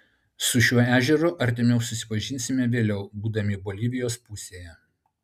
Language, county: Lithuanian, Utena